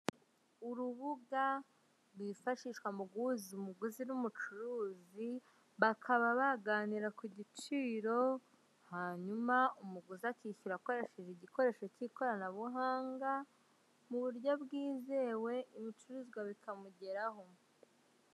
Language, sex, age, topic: Kinyarwanda, male, 25-35, finance